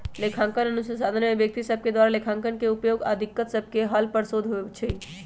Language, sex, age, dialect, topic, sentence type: Magahi, male, 18-24, Western, banking, statement